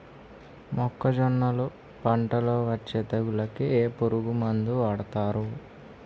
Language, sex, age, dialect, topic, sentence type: Telugu, male, 18-24, Utterandhra, agriculture, question